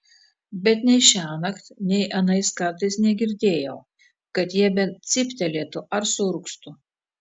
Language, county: Lithuanian, Telšiai